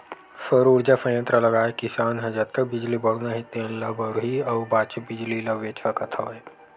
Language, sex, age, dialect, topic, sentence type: Chhattisgarhi, male, 51-55, Western/Budati/Khatahi, agriculture, statement